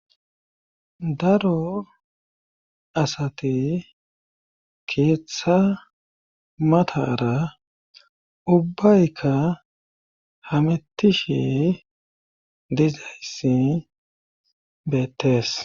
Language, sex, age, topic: Gamo, male, 18-24, government